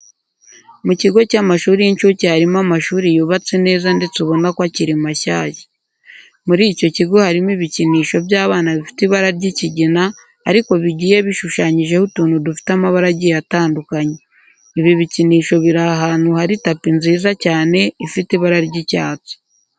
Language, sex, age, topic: Kinyarwanda, female, 25-35, education